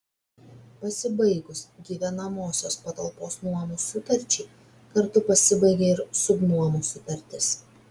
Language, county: Lithuanian, Vilnius